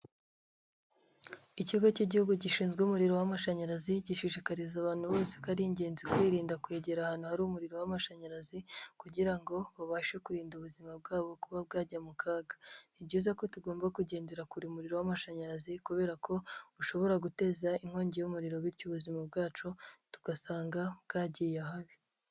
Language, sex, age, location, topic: Kinyarwanda, male, 25-35, Nyagatare, government